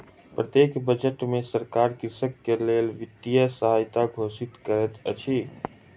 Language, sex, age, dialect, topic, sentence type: Maithili, male, 25-30, Southern/Standard, agriculture, statement